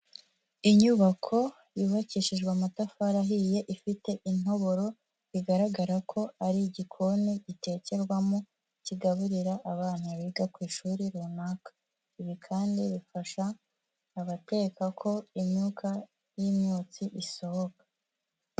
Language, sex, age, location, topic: Kinyarwanda, female, 18-24, Huye, education